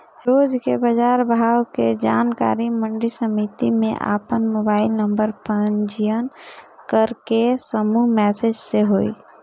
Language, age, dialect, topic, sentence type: Bhojpuri, 25-30, Northern, agriculture, question